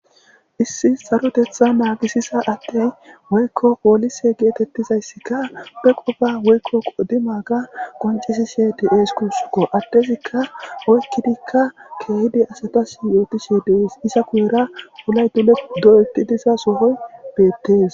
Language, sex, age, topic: Gamo, male, 18-24, government